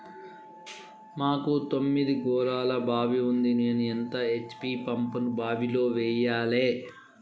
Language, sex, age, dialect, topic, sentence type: Telugu, male, 36-40, Telangana, agriculture, question